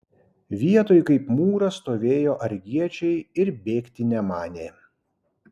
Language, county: Lithuanian, Kaunas